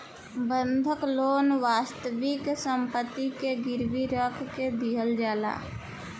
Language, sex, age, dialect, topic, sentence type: Bhojpuri, female, 18-24, Southern / Standard, banking, statement